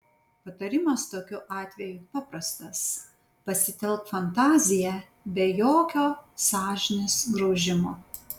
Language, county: Lithuanian, Panevėžys